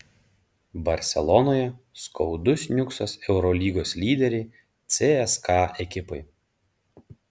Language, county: Lithuanian, Panevėžys